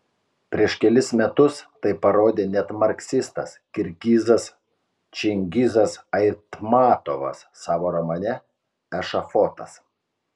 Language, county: Lithuanian, Utena